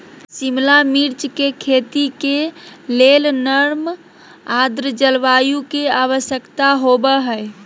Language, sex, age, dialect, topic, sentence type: Magahi, female, 18-24, Southern, agriculture, statement